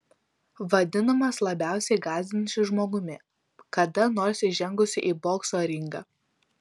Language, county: Lithuanian, Vilnius